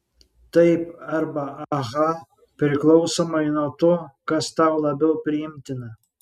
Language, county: Lithuanian, Šiauliai